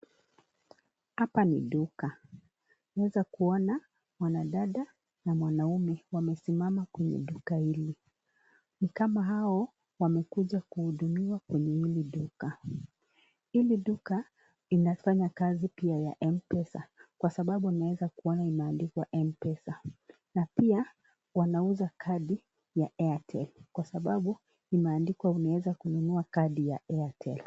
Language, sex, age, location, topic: Swahili, female, 36-49, Nakuru, finance